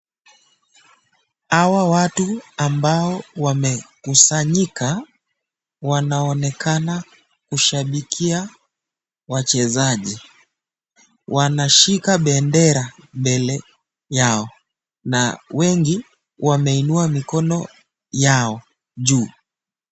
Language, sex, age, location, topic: Swahili, male, 25-35, Nakuru, government